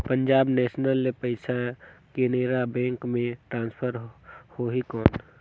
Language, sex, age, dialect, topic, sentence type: Chhattisgarhi, male, 18-24, Northern/Bhandar, banking, question